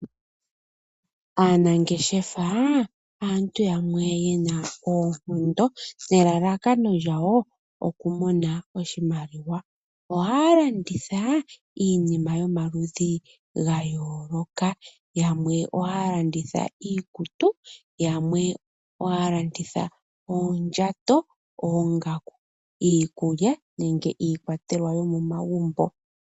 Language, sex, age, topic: Oshiwambo, female, 25-35, finance